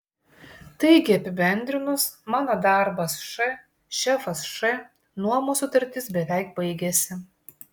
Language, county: Lithuanian, Klaipėda